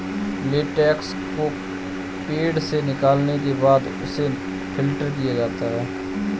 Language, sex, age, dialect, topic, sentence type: Hindi, male, 31-35, Kanauji Braj Bhasha, agriculture, statement